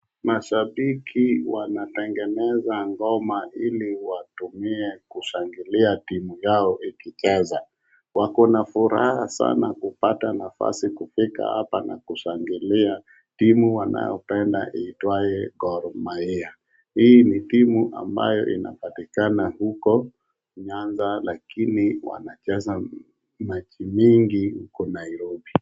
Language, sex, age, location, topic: Swahili, male, 36-49, Wajir, government